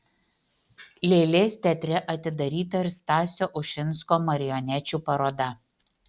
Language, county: Lithuanian, Utena